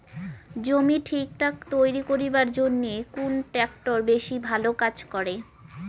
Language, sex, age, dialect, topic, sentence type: Bengali, female, 18-24, Rajbangshi, agriculture, question